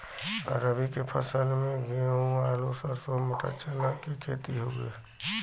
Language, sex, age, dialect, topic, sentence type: Bhojpuri, male, 36-40, Western, agriculture, statement